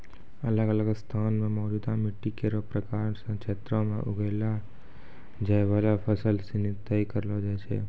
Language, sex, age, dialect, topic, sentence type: Maithili, female, 25-30, Angika, agriculture, statement